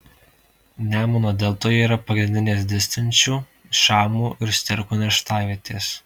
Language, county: Lithuanian, Alytus